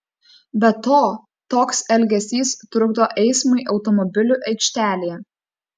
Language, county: Lithuanian, Kaunas